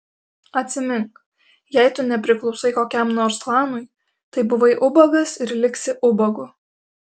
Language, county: Lithuanian, Alytus